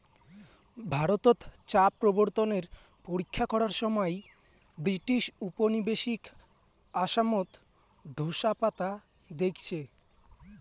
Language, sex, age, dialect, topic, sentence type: Bengali, male, <18, Rajbangshi, agriculture, statement